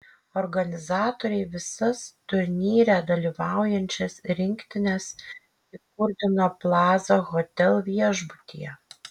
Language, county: Lithuanian, Kaunas